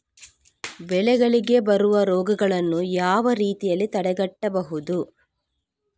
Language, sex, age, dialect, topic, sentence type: Kannada, female, 41-45, Coastal/Dakshin, agriculture, question